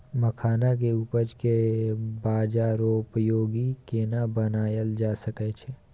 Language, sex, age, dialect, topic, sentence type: Maithili, male, 18-24, Bajjika, agriculture, question